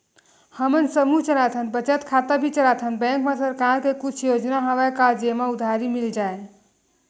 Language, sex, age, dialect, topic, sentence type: Chhattisgarhi, female, 31-35, Western/Budati/Khatahi, banking, question